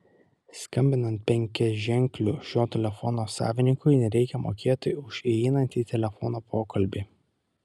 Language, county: Lithuanian, Kaunas